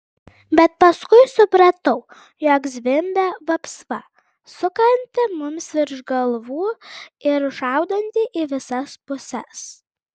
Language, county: Lithuanian, Klaipėda